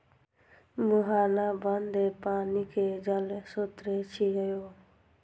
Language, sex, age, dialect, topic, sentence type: Maithili, male, 25-30, Eastern / Thethi, agriculture, statement